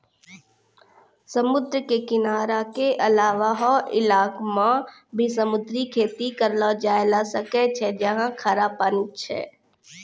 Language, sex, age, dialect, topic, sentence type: Maithili, female, 36-40, Angika, agriculture, statement